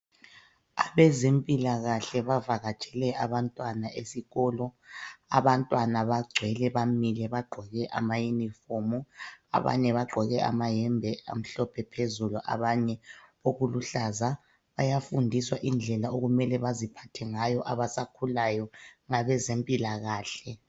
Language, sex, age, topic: North Ndebele, female, 25-35, health